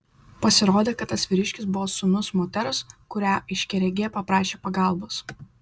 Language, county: Lithuanian, Šiauliai